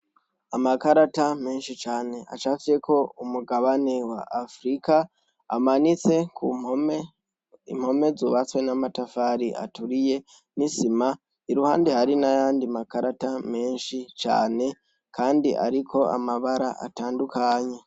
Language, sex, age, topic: Rundi, male, 18-24, education